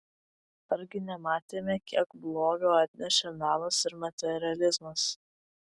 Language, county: Lithuanian, Vilnius